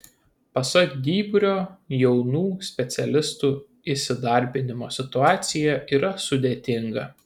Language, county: Lithuanian, Kaunas